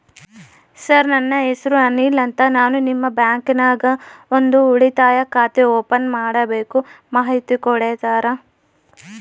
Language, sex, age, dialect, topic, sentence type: Kannada, female, 18-24, Central, banking, question